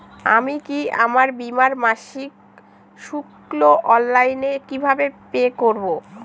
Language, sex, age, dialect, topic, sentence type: Bengali, female, 18-24, Northern/Varendri, banking, question